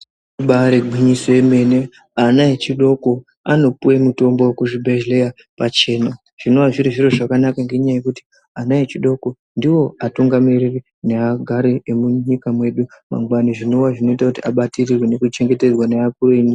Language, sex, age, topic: Ndau, female, 36-49, health